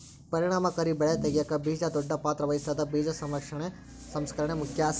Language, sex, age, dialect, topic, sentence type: Kannada, male, 41-45, Central, agriculture, statement